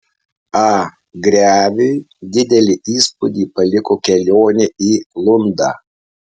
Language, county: Lithuanian, Alytus